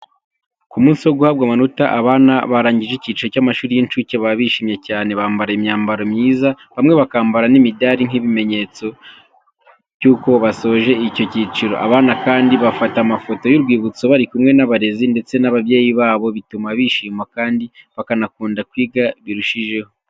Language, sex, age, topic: Kinyarwanda, male, 25-35, education